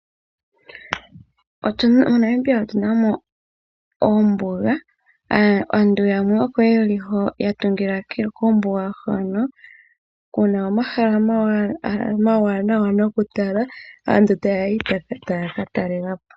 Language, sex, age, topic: Oshiwambo, female, 25-35, agriculture